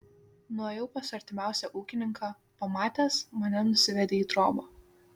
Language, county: Lithuanian, Šiauliai